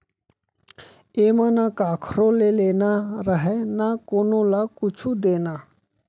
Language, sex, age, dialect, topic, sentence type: Chhattisgarhi, male, 36-40, Central, agriculture, statement